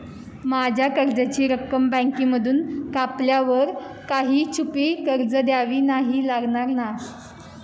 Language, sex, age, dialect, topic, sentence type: Marathi, female, 18-24, Standard Marathi, banking, question